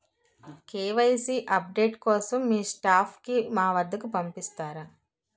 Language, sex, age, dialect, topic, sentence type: Telugu, female, 18-24, Utterandhra, banking, question